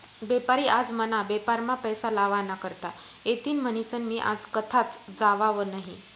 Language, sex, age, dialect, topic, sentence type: Marathi, female, 31-35, Northern Konkan, banking, statement